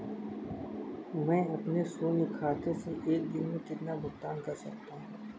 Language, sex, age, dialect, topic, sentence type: Hindi, male, 18-24, Kanauji Braj Bhasha, banking, question